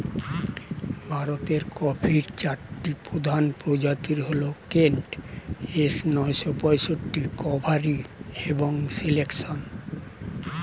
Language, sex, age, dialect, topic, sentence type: Bengali, male, 60-100, Standard Colloquial, agriculture, statement